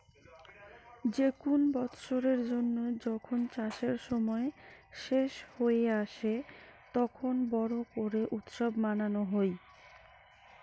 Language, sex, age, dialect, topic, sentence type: Bengali, female, 25-30, Rajbangshi, agriculture, statement